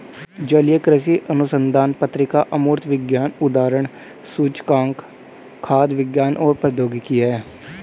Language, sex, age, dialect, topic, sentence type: Hindi, male, 18-24, Hindustani Malvi Khadi Boli, agriculture, statement